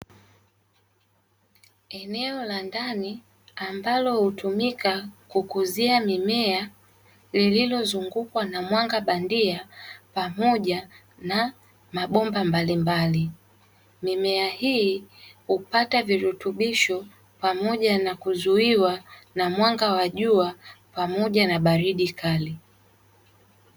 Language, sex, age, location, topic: Swahili, female, 18-24, Dar es Salaam, agriculture